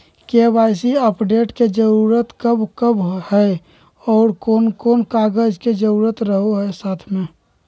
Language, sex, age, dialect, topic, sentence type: Magahi, male, 41-45, Southern, banking, question